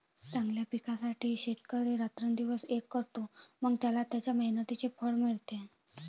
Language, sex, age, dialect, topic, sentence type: Marathi, female, 18-24, Varhadi, agriculture, statement